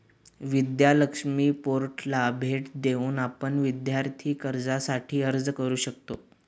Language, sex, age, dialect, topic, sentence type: Marathi, male, 18-24, Standard Marathi, banking, statement